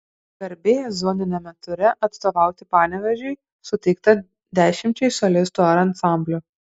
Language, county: Lithuanian, Kaunas